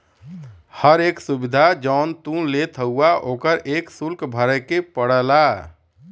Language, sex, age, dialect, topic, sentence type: Bhojpuri, male, 31-35, Western, banking, statement